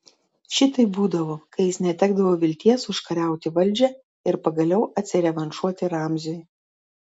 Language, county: Lithuanian, Telšiai